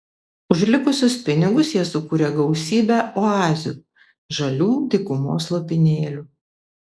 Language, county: Lithuanian, Vilnius